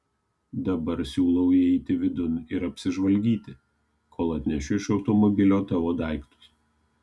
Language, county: Lithuanian, Kaunas